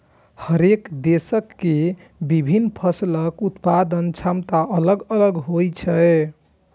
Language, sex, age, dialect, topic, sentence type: Maithili, female, 18-24, Eastern / Thethi, agriculture, statement